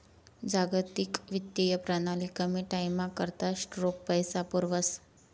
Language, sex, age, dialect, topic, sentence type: Marathi, female, 18-24, Northern Konkan, banking, statement